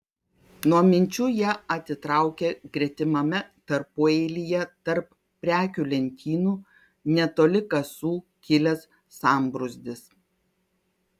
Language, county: Lithuanian, Kaunas